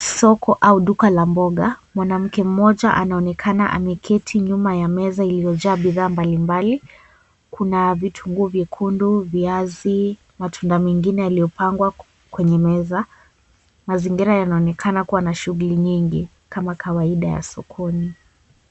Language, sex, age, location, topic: Swahili, female, 18-24, Mombasa, finance